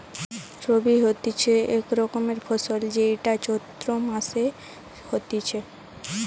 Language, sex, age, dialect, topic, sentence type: Bengali, female, 18-24, Western, agriculture, statement